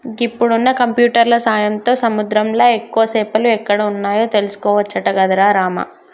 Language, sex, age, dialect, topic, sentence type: Telugu, male, 25-30, Telangana, agriculture, statement